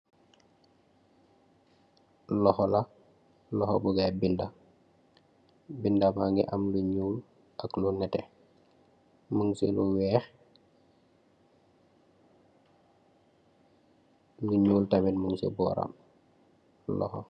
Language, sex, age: Wolof, male, 18-24